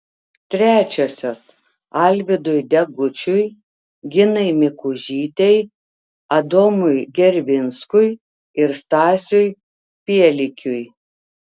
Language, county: Lithuanian, Telšiai